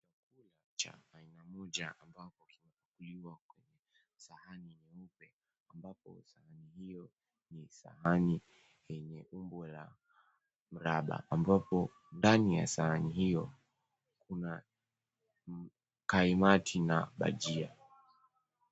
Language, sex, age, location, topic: Swahili, male, 18-24, Mombasa, agriculture